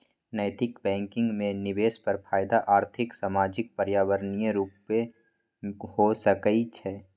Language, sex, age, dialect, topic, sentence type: Magahi, male, 18-24, Western, banking, statement